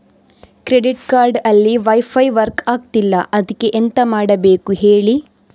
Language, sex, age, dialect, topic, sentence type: Kannada, female, 31-35, Coastal/Dakshin, banking, question